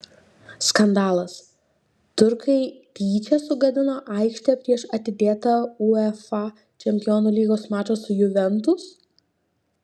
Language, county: Lithuanian, Šiauliai